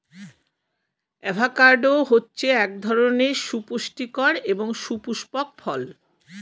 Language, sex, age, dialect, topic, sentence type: Bengali, female, 51-55, Standard Colloquial, agriculture, statement